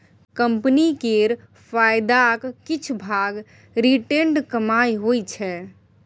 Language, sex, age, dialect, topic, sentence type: Maithili, female, 18-24, Bajjika, banking, statement